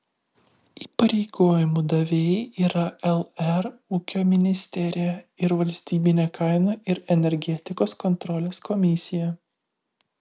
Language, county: Lithuanian, Vilnius